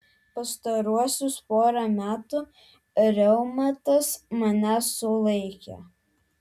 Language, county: Lithuanian, Vilnius